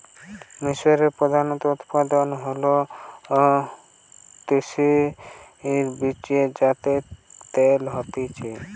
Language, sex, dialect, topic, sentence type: Bengali, male, Western, agriculture, statement